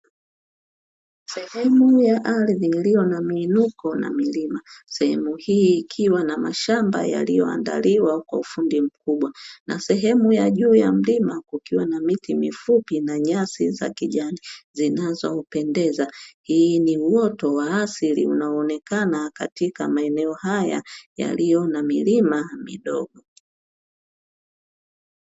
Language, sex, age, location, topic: Swahili, female, 25-35, Dar es Salaam, agriculture